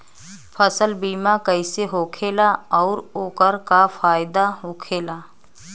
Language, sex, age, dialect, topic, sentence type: Bhojpuri, female, 25-30, Southern / Standard, agriculture, question